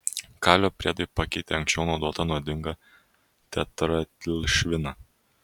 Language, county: Lithuanian, Kaunas